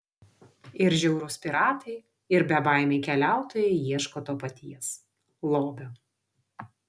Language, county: Lithuanian, Vilnius